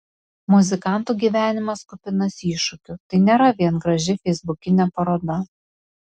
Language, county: Lithuanian, Vilnius